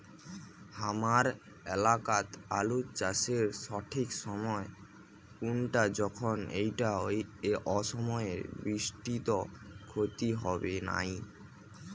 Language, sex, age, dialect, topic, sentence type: Bengali, male, 18-24, Rajbangshi, agriculture, question